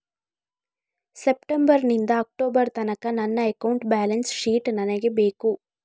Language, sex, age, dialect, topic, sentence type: Kannada, female, 36-40, Coastal/Dakshin, banking, question